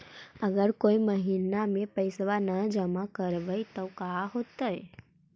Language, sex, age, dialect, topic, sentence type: Magahi, female, 25-30, Central/Standard, banking, question